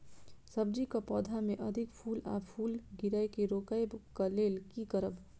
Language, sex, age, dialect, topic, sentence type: Maithili, female, 25-30, Southern/Standard, agriculture, question